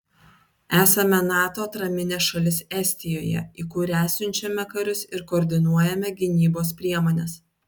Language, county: Lithuanian, Vilnius